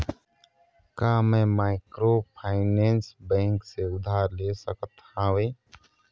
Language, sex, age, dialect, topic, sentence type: Chhattisgarhi, male, 25-30, Eastern, banking, question